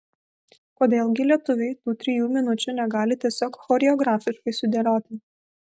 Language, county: Lithuanian, Vilnius